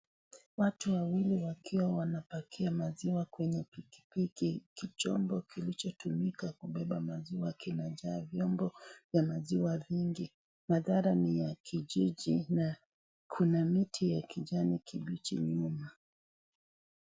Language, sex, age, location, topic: Swahili, female, 36-49, Kisii, agriculture